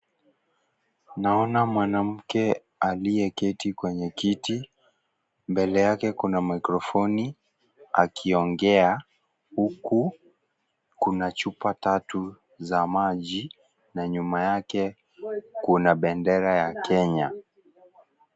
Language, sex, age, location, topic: Swahili, male, 18-24, Kisii, government